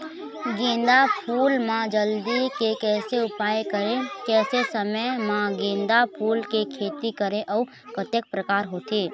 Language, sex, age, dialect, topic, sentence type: Chhattisgarhi, female, 25-30, Eastern, agriculture, question